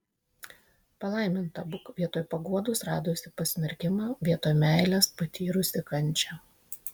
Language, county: Lithuanian, Vilnius